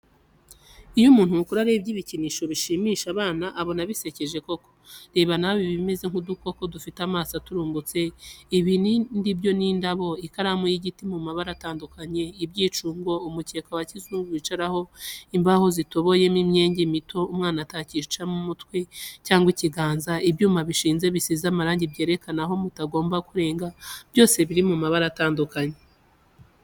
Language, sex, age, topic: Kinyarwanda, female, 25-35, education